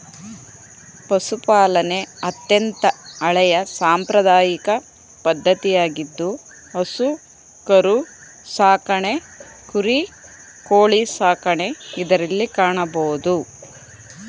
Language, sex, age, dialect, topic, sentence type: Kannada, female, 41-45, Mysore Kannada, agriculture, statement